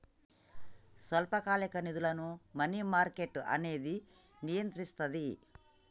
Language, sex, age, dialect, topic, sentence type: Telugu, female, 25-30, Telangana, banking, statement